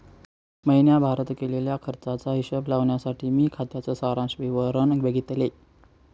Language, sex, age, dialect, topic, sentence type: Marathi, male, 18-24, Northern Konkan, banking, statement